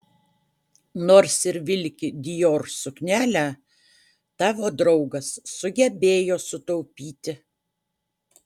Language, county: Lithuanian, Utena